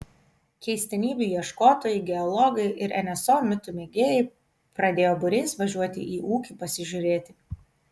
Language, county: Lithuanian, Kaunas